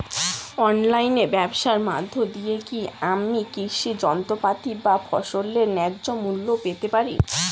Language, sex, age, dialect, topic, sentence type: Bengali, female, <18, Rajbangshi, agriculture, question